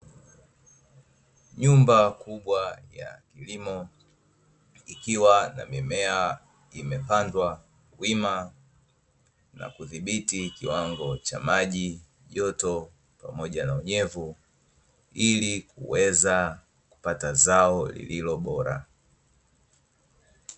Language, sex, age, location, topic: Swahili, male, 25-35, Dar es Salaam, agriculture